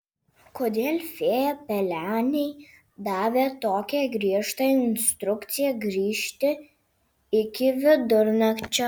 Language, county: Lithuanian, Vilnius